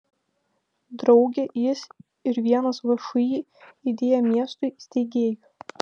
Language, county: Lithuanian, Vilnius